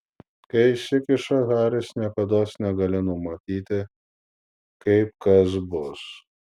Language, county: Lithuanian, Vilnius